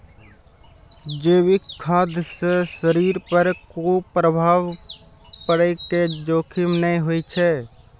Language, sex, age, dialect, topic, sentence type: Maithili, male, 18-24, Eastern / Thethi, agriculture, statement